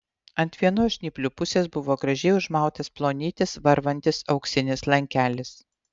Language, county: Lithuanian, Utena